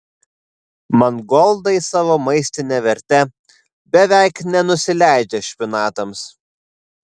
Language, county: Lithuanian, Vilnius